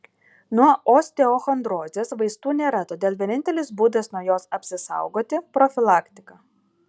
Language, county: Lithuanian, Kaunas